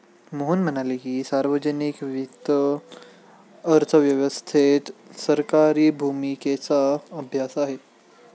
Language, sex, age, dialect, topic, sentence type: Marathi, male, 18-24, Standard Marathi, banking, statement